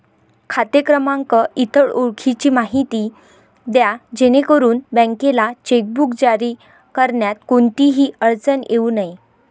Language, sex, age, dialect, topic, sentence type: Marathi, female, 18-24, Varhadi, banking, statement